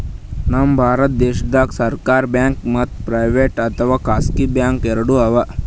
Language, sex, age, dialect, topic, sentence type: Kannada, male, 18-24, Northeastern, banking, statement